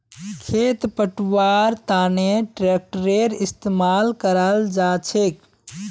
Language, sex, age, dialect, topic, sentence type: Magahi, male, 18-24, Northeastern/Surjapuri, agriculture, statement